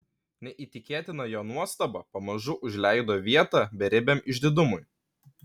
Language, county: Lithuanian, Kaunas